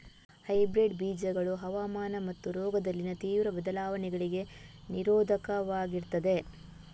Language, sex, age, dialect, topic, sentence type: Kannada, female, 18-24, Coastal/Dakshin, agriculture, statement